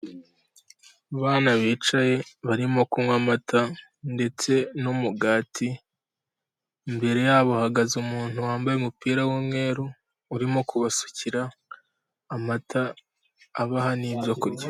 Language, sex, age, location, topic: Kinyarwanda, female, 18-24, Kigali, finance